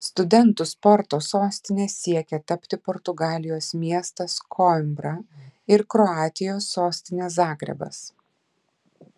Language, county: Lithuanian, Klaipėda